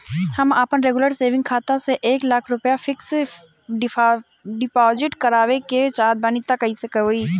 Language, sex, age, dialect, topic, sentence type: Bhojpuri, female, 25-30, Southern / Standard, banking, question